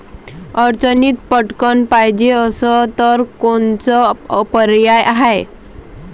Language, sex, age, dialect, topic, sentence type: Marathi, male, 31-35, Varhadi, banking, question